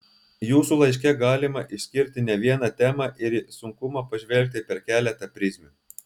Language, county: Lithuanian, Telšiai